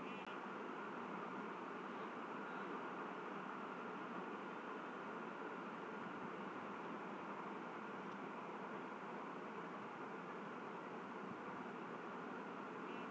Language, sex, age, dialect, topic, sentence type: Maithili, female, 36-40, Bajjika, banking, statement